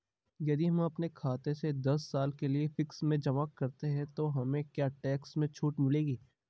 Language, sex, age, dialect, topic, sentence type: Hindi, male, 25-30, Garhwali, banking, question